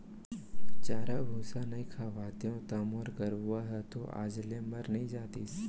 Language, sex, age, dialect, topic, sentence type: Chhattisgarhi, male, 60-100, Central, agriculture, statement